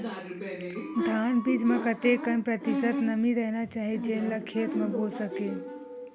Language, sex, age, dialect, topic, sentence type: Chhattisgarhi, female, 31-35, Western/Budati/Khatahi, agriculture, question